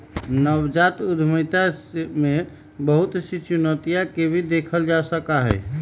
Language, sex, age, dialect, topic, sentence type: Magahi, male, 31-35, Western, banking, statement